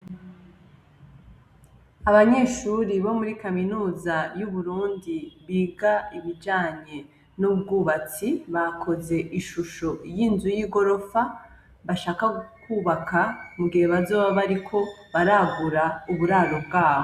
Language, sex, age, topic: Rundi, female, 25-35, education